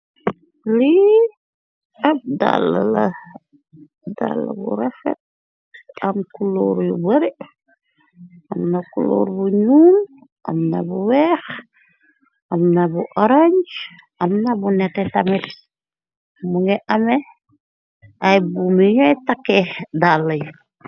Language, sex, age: Wolof, female, 18-24